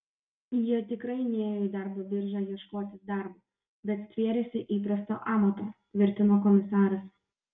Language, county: Lithuanian, Vilnius